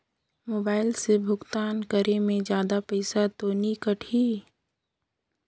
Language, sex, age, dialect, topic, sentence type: Chhattisgarhi, female, 18-24, Northern/Bhandar, banking, question